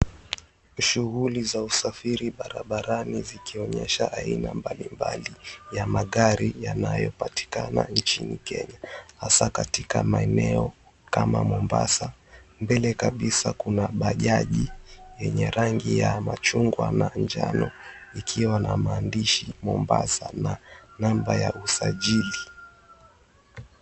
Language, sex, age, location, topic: Swahili, male, 18-24, Mombasa, government